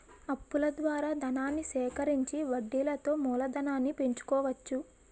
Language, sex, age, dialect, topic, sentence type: Telugu, female, 18-24, Utterandhra, banking, statement